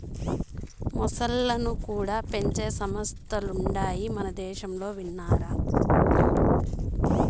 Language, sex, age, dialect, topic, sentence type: Telugu, female, 31-35, Southern, agriculture, statement